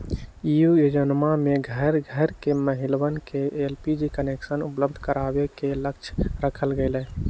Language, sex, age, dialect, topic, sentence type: Magahi, male, 18-24, Western, agriculture, statement